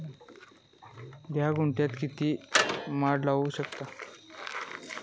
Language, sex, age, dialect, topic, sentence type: Marathi, male, 18-24, Southern Konkan, agriculture, question